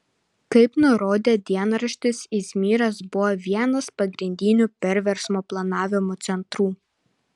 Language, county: Lithuanian, Panevėžys